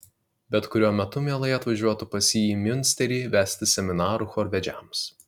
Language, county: Lithuanian, Kaunas